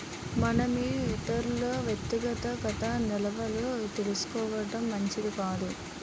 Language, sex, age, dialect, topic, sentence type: Telugu, female, 18-24, Utterandhra, banking, statement